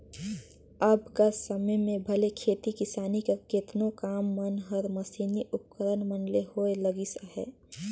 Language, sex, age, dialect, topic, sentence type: Chhattisgarhi, female, 18-24, Northern/Bhandar, banking, statement